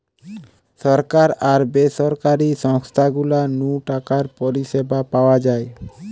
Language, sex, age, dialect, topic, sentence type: Bengali, male, 18-24, Western, banking, statement